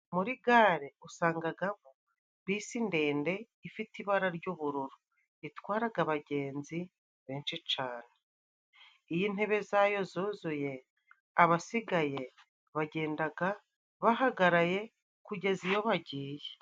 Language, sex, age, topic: Kinyarwanda, female, 36-49, government